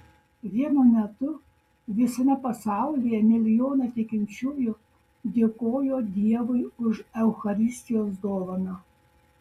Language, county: Lithuanian, Šiauliai